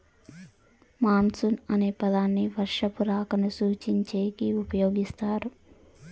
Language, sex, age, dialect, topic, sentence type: Telugu, female, 18-24, Southern, agriculture, statement